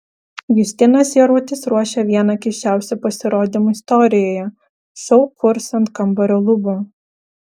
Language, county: Lithuanian, Vilnius